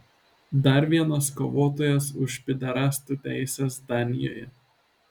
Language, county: Lithuanian, Šiauliai